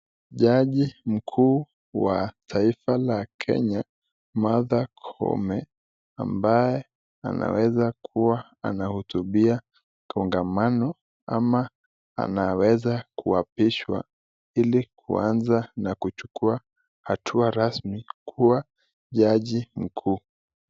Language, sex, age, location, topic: Swahili, male, 25-35, Nakuru, government